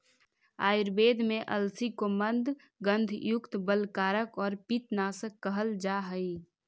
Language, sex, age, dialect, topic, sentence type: Magahi, female, 18-24, Central/Standard, agriculture, statement